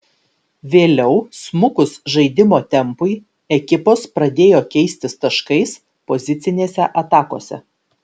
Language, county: Lithuanian, Vilnius